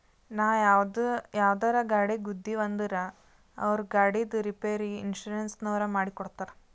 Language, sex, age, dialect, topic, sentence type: Kannada, female, 18-24, Northeastern, banking, statement